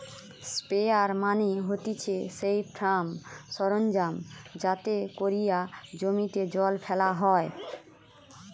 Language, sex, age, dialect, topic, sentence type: Bengali, female, 25-30, Western, agriculture, statement